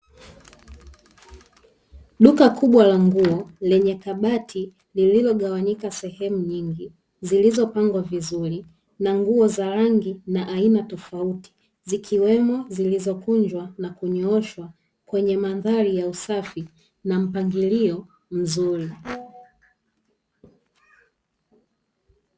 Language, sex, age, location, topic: Swahili, female, 18-24, Dar es Salaam, finance